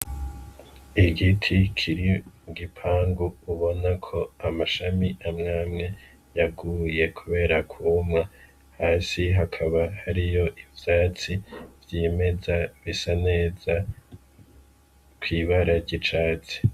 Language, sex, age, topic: Rundi, male, 25-35, agriculture